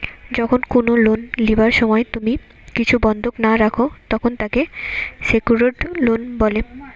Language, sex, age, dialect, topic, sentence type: Bengali, female, 18-24, Western, banking, statement